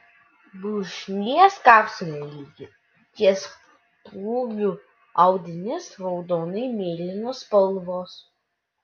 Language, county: Lithuanian, Utena